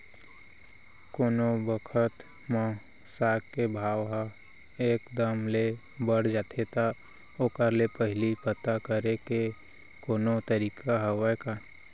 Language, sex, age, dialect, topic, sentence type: Chhattisgarhi, male, 18-24, Central, agriculture, question